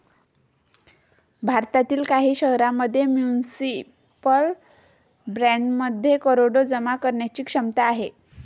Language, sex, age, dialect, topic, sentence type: Marathi, male, 31-35, Varhadi, banking, statement